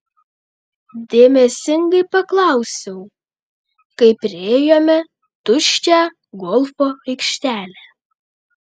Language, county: Lithuanian, Panevėžys